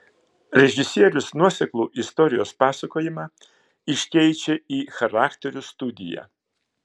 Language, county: Lithuanian, Klaipėda